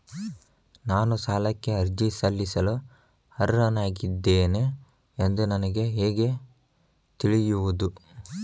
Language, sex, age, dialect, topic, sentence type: Kannada, male, 18-24, Dharwad Kannada, banking, statement